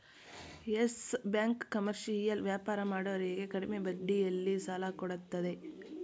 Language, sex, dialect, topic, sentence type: Kannada, female, Mysore Kannada, banking, statement